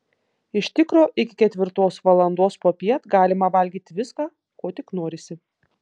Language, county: Lithuanian, Panevėžys